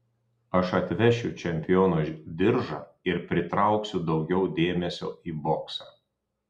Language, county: Lithuanian, Telšiai